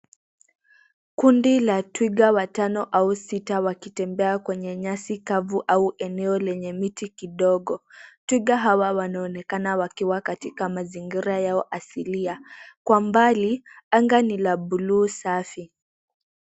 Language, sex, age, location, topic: Swahili, female, 18-24, Nairobi, government